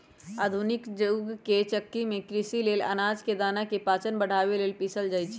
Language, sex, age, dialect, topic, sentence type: Magahi, female, 31-35, Western, agriculture, statement